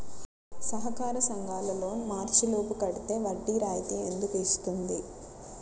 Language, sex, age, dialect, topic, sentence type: Telugu, female, 60-100, Central/Coastal, banking, question